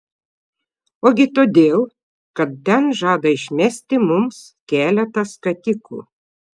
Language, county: Lithuanian, Šiauliai